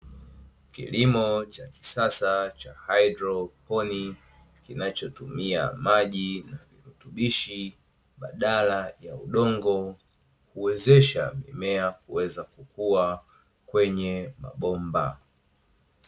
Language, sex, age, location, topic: Swahili, male, 25-35, Dar es Salaam, agriculture